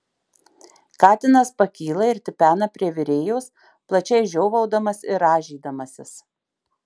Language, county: Lithuanian, Marijampolė